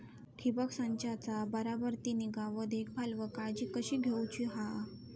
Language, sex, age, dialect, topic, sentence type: Marathi, female, 18-24, Southern Konkan, agriculture, question